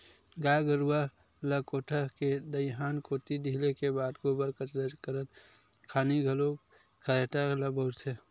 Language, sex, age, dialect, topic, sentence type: Chhattisgarhi, male, 25-30, Western/Budati/Khatahi, agriculture, statement